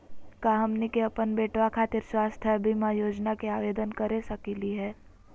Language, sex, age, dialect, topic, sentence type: Magahi, female, 18-24, Southern, banking, question